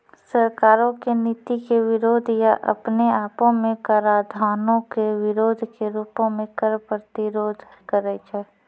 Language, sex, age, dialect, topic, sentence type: Maithili, female, 31-35, Angika, banking, statement